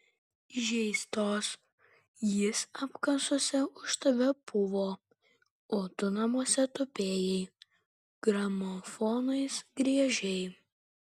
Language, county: Lithuanian, Kaunas